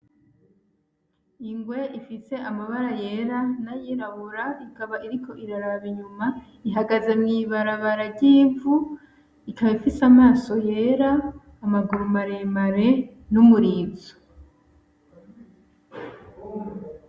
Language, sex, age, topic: Rundi, female, 25-35, agriculture